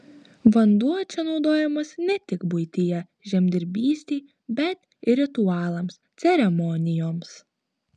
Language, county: Lithuanian, Utena